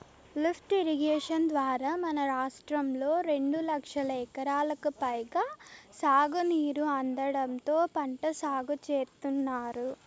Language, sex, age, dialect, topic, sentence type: Telugu, female, 18-24, Southern, agriculture, statement